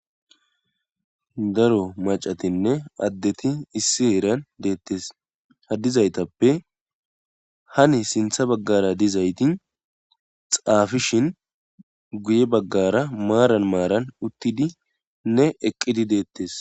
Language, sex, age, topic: Gamo, male, 18-24, government